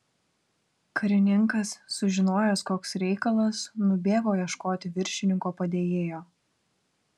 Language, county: Lithuanian, Vilnius